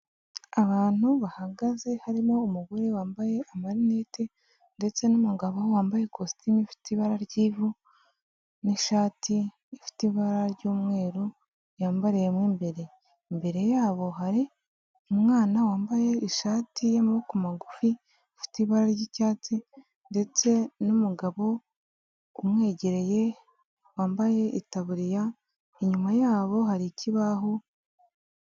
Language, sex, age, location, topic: Kinyarwanda, female, 36-49, Huye, health